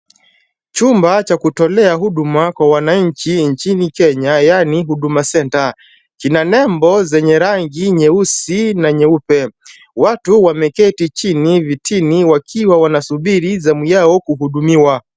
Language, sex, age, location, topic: Swahili, male, 25-35, Kisumu, government